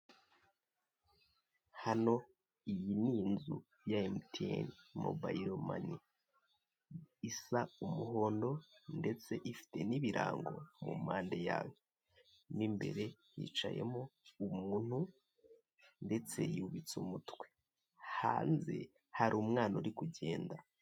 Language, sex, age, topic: Kinyarwanda, male, 18-24, finance